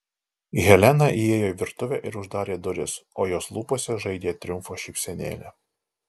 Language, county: Lithuanian, Alytus